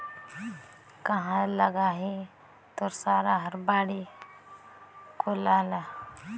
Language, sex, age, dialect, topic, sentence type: Chhattisgarhi, female, 25-30, Northern/Bhandar, agriculture, statement